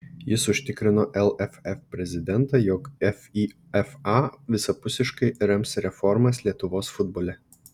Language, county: Lithuanian, Šiauliai